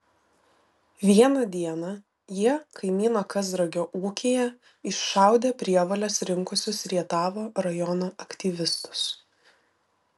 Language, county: Lithuanian, Vilnius